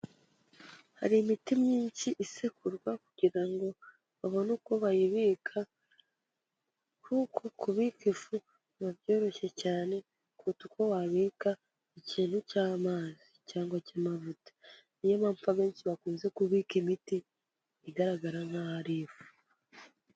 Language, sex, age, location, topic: Kinyarwanda, female, 25-35, Kigali, health